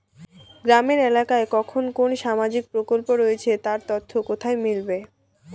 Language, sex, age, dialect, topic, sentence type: Bengali, female, 18-24, Rajbangshi, banking, question